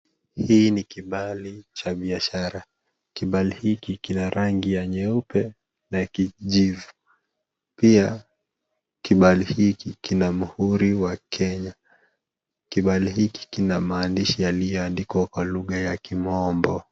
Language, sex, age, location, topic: Swahili, male, 18-24, Kisii, finance